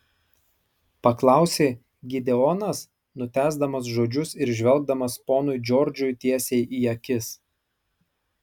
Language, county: Lithuanian, Marijampolė